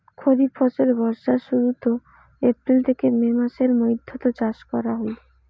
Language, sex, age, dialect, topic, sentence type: Bengali, female, 18-24, Rajbangshi, agriculture, statement